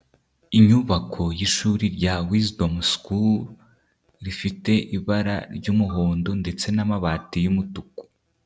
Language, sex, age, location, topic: Kinyarwanda, male, 18-24, Nyagatare, education